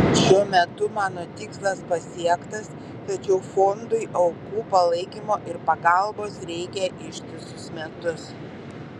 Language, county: Lithuanian, Vilnius